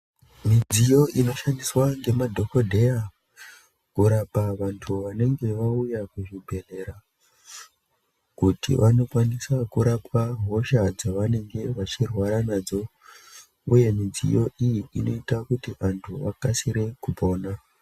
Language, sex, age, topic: Ndau, male, 25-35, health